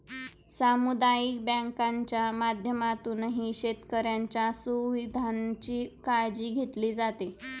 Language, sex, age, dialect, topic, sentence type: Marathi, female, 25-30, Standard Marathi, banking, statement